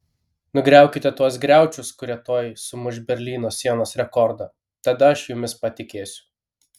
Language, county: Lithuanian, Kaunas